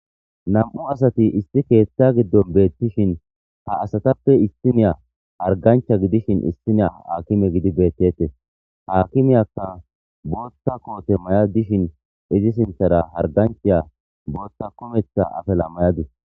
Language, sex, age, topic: Gamo, male, 25-35, government